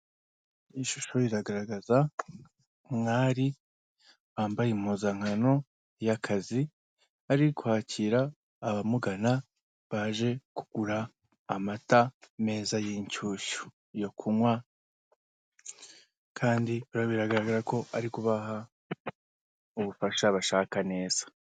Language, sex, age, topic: Kinyarwanda, male, 25-35, finance